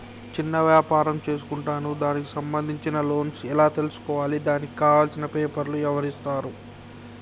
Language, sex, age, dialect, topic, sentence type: Telugu, male, 60-100, Telangana, banking, question